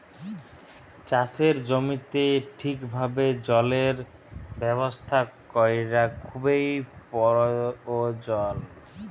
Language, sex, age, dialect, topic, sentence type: Bengali, male, 25-30, Jharkhandi, agriculture, statement